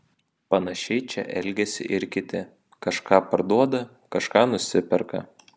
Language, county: Lithuanian, Vilnius